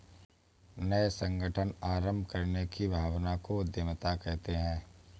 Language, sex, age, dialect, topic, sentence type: Hindi, male, 18-24, Awadhi Bundeli, banking, statement